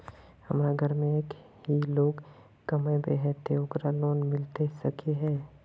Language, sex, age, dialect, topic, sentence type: Magahi, male, 31-35, Northeastern/Surjapuri, banking, question